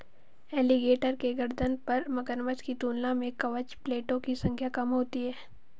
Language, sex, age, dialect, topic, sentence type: Hindi, female, 18-24, Marwari Dhudhari, agriculture, statement